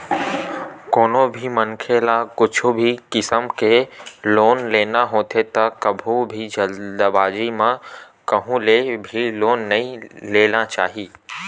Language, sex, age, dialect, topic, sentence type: Chhattisgarhi, male, 18-24, Western/Budati/Khatahi, banking, statement